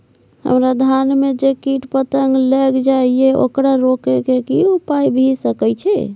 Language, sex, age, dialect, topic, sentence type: Maithili, female, 36-40, Bajjika, agriculture, question